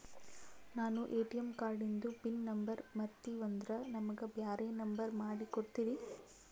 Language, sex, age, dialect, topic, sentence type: Kannada, female, 18-24, Northeastern, banking, question